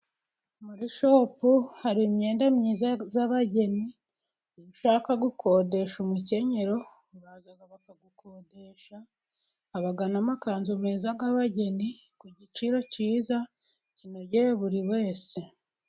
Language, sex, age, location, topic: Kinyarwanda, female, 25-35, Musanze, finance